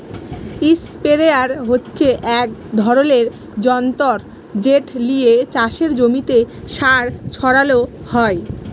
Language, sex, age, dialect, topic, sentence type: Bengali, female, 36-40, Jharkhandi, agriculture, statement